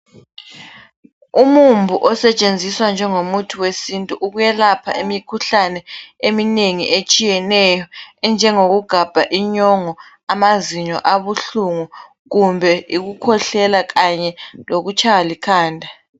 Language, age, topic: North Ndebele, 36-49, health